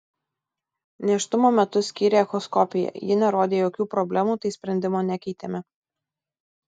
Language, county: Lithuanian, Tauragė